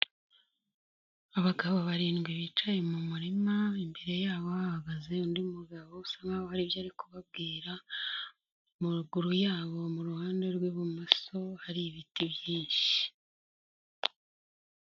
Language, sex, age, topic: Kinyarwanda, female, 25-35, agriculture